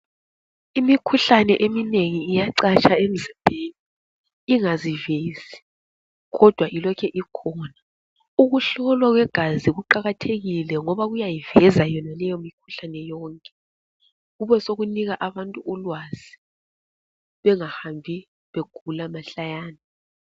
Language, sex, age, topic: North Ndebele, female, 25-35, health